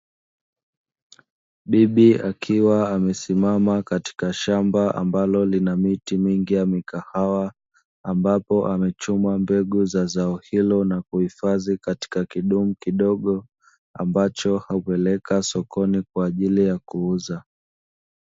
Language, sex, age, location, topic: Swahili, male, 25-35, Dar es Salaam, agriculture